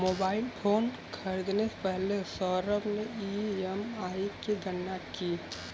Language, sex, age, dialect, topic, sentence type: Hindi, male, 18-24, Kanauji Braj Bhasha, banking, statement